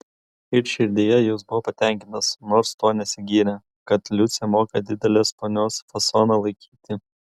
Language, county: Lithuanian, Kaunas